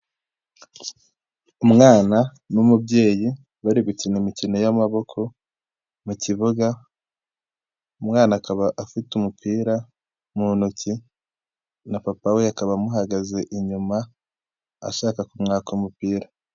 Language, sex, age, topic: Kinyarwanda, male, 18-24, health